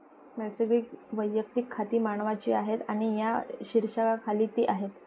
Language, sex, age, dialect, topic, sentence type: Marathi, female, 31-35, Varhadi, banking, statement